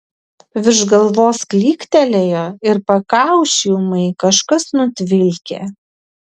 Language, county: Lithuanian, Vilnius